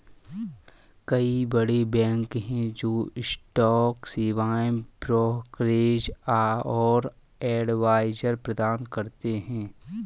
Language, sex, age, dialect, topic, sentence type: Hindi, male, 18-24, Kanauji Braj Bhasha, banking, statement